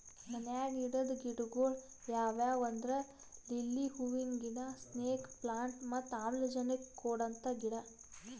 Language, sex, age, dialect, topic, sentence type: Kannada, female, 18-24, Northeastern, agriculture, statement